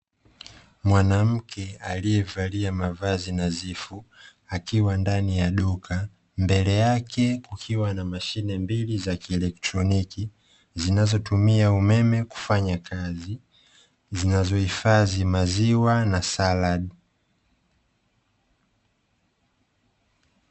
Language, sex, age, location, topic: Swahili, male, 25-35, Dar es Salaam, finance